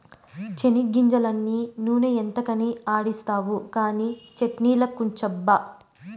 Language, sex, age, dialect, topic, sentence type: Telugu, female, 25-30, Southern, agriculture, statement